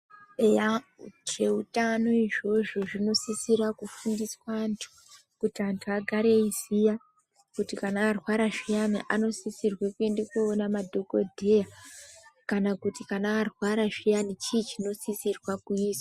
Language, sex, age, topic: Ndau, female, 25-35, health